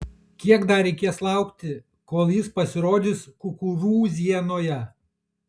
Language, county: Lithuanian, Kaunas